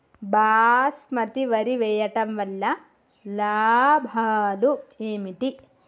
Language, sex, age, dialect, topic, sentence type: Telugu, female, 18-24, Telangana, agriculture, question